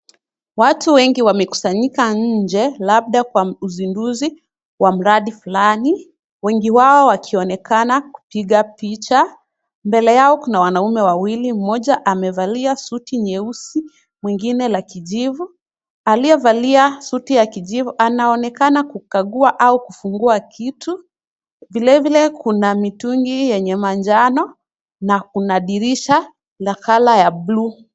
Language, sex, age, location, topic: Swahili, female, 18-24, Kisumu, health